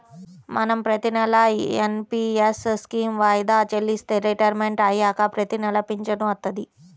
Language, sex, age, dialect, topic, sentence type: Telugu, female, 31-35, Central/Coastal, banking, statement